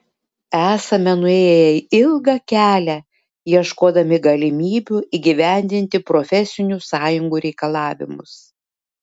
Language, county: Lithuanian, Šiauliai